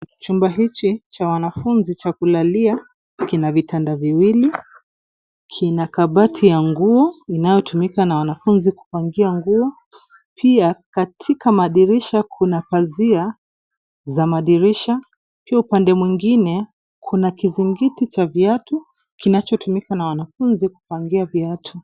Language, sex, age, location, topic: Swahili, female, 25-35, Nairobi, education